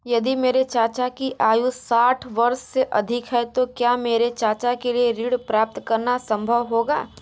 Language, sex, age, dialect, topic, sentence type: Hindi, female, 18-24, Hindustani Malvi Khadi Boli, banking, statement